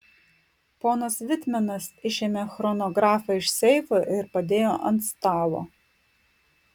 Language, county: Lithuanian, Klaipėda